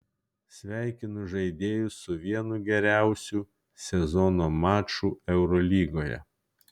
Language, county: Lithuanian, Kaunas